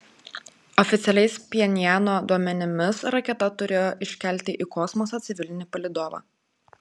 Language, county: Lithuanian, Klaipėda